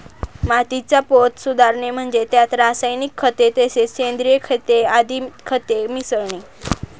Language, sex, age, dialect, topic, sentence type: Marathi, female, 18-24, Northern Konkan, agriculture, statement